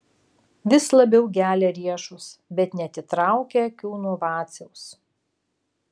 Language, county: Lithuanian, Alytus